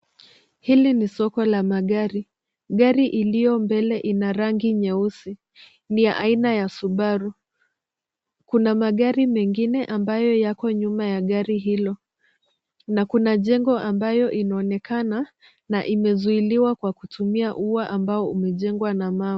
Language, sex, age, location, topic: Swahili, female, 25-35, Nairobi, finance